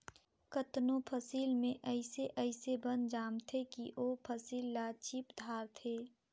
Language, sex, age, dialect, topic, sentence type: Chhattisgarhi, female, 18-24, Northern/Bhandar, agriculture, statement